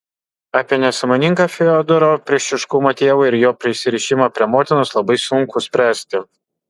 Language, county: Lithuanian, Kaunas